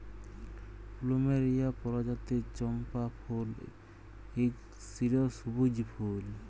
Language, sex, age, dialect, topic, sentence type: Bengali, male, 31-35, Jharkhandi, agriculture, statement